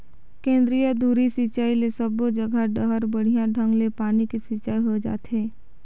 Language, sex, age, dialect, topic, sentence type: Chhattisgarhi, female, 18-24, Northern/Bhandar, agriculture, statement